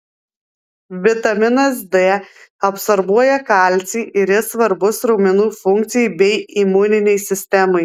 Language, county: Lithuanian, Alytus